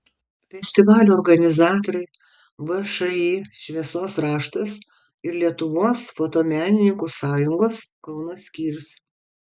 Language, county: Lithuanian, Kaunas